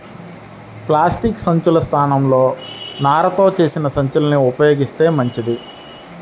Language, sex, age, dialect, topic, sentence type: Telugu, male, 31-35, Central/Coastal, agriculture, statement